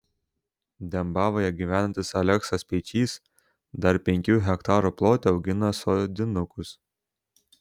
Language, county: Lithuanian, Šiauliai